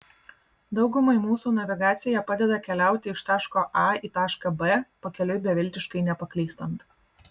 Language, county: Lithuanian, Vilnius